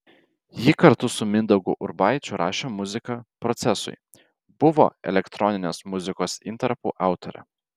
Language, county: Lithuanian, Vilnius